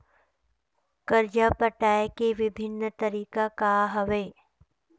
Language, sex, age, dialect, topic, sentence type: Chhattisgarhi, female, 56-60, Central, banking, statement